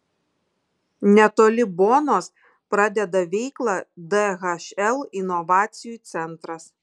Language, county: Lithuanian, Kaunas